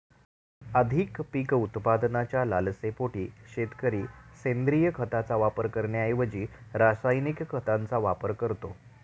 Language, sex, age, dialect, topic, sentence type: Marathi, male, 36-40, Standard Marathi, agriculture, statement